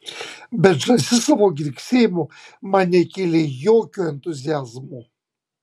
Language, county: Lithuanian, Kaunas